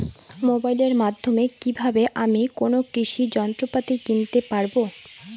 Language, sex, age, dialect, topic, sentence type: Bengali, female, <18, Rajbangshi, agriculture, question